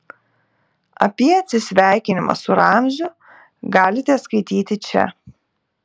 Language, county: Lithuanian, Telšiai